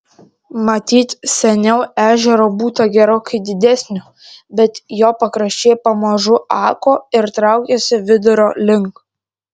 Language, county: Lithuanian, Kaunas